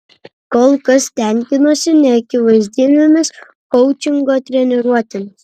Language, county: Lithuanian, Vilnius